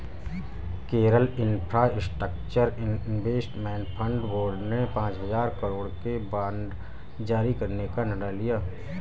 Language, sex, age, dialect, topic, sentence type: Hindi, male, 18-24, Marwari Dhudhari, banking, statement